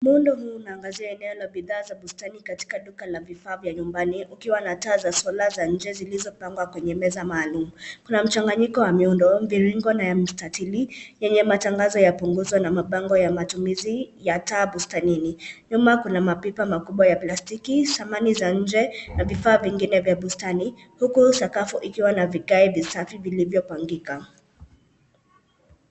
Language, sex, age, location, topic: Swahili, male, 18-24, Nairobi, finance